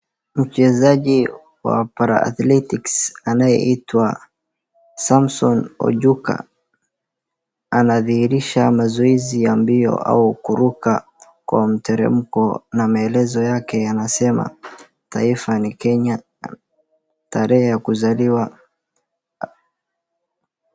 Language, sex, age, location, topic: Swahili, male, 36-49, Wajir, education